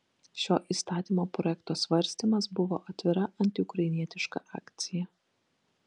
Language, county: Lithuanian, Kaunas